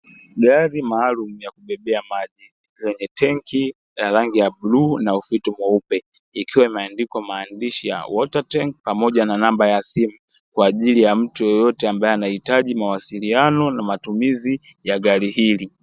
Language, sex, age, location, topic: Swahili, male, 18-24, Dar es Salaam, government